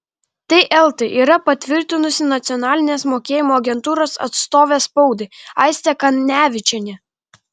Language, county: Lithuanian, Kaunas